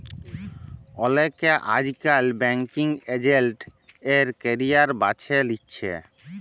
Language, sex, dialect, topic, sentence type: Bengali, male, Jharkhandi, banking, statement